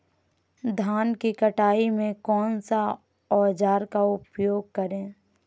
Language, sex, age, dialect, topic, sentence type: Magahi, female, 25-30, Southern, agriculture, question